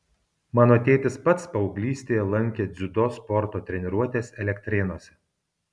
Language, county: Lithuanian, Kaunas